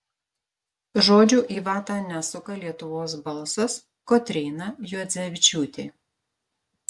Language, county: Lithuanian, Marijampolė